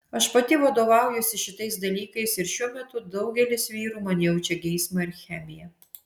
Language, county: Lithuanian, Vilnius